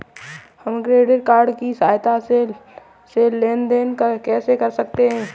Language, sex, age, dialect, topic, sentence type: Hindi, female, 18-24, Kanauji Braj Bhasha, banking, question